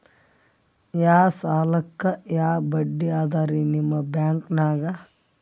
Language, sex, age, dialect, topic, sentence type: Kannada, male, 25-30, Northeastern, banking, question